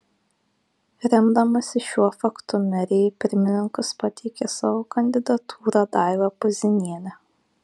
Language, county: Lithuanian, Kaunas